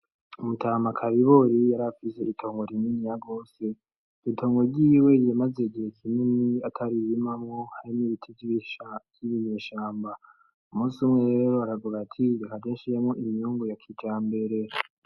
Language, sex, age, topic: Rundi, male, 18-24, agriculture